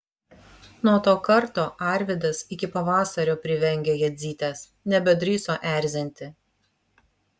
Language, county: Lithuanian, Vilnius